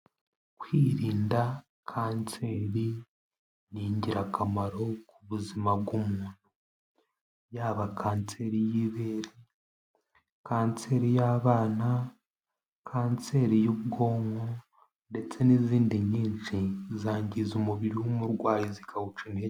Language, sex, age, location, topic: Kinyarwanda, male, 18-24, Kigali, health